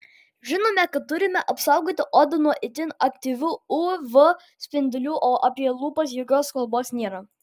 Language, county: Lithuanian, Vilnius